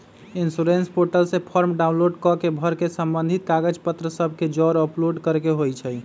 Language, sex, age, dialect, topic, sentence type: Magahi, male, 25-30, Western, banking, statement